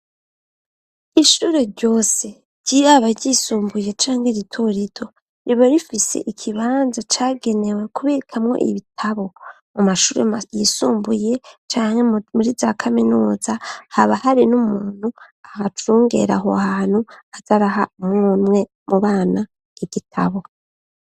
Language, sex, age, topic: Rundi, female, 25-35, education